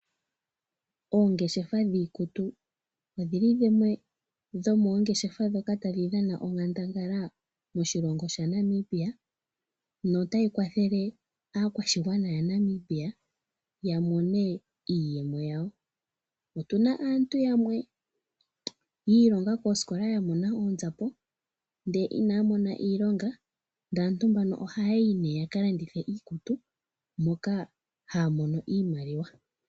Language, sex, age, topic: Oshiwambo, female, 18-24, finance